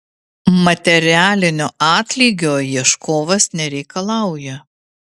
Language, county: Lithuanian, Vilnius